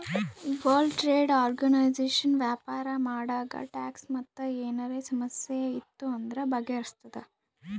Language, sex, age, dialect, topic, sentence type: Kannada, female, 18-24, Northeastern, banking, statement